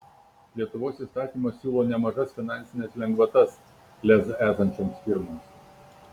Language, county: Lithuanian, Kaunas